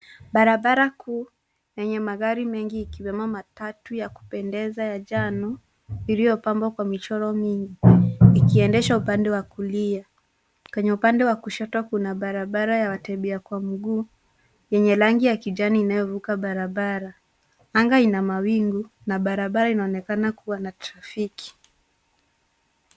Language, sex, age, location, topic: Swahili, female, 18-24, Nairobi, government